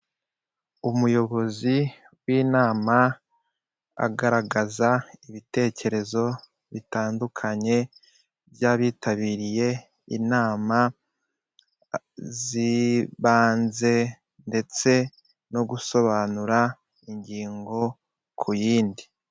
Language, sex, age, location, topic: Kinyarwanda, male, 25-35, Kigali, government